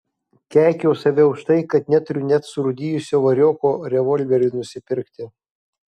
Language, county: Lithuanian, Kaunas